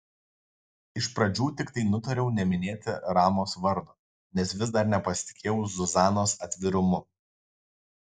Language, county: Lithuanian, Kaunas